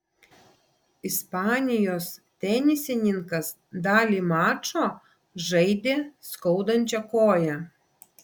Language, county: Lithuanian, Vilnius